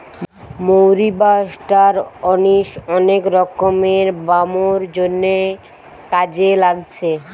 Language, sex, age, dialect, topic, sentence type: Bengali, female, 18-24, Western, agriculture, statement